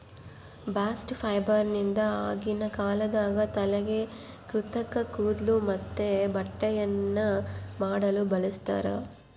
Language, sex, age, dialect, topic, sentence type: Kannada, female, 25-30, Central, agriculture, statement